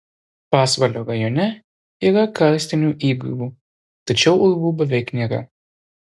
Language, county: Lithuanian, Telšiai